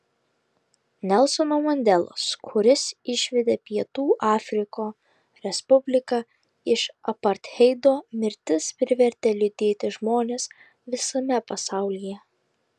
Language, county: Lithuanian, Klaipėda